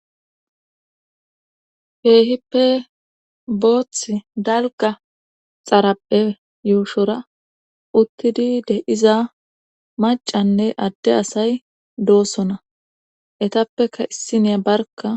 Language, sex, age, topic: Gamo, female, 25-35, government